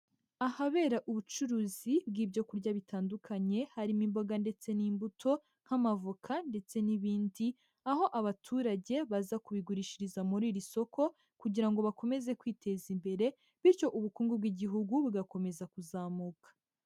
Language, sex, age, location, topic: Kinyarwanda, male, 18-24, Huye, agriculture